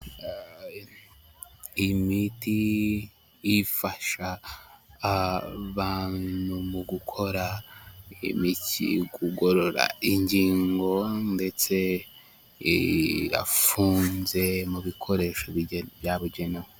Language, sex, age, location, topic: Kinyarwanda, male, 18-24, Huye, health